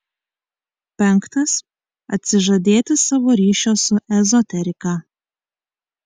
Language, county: Lithuanian, Kaunas